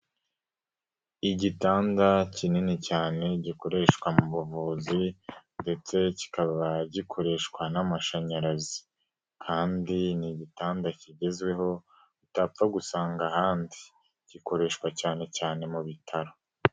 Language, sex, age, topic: Kinyarwanda, male, 18-24, health